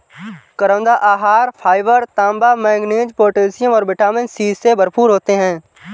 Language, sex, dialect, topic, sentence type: Hindi, male, Awadhi Bundeli, agriculture, statement